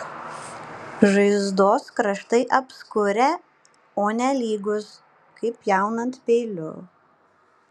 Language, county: Lithuanian, Panevėžys